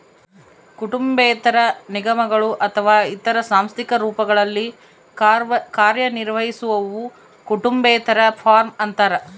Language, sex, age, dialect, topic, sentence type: Kannada, female, 25-30, Central, agriculture, statement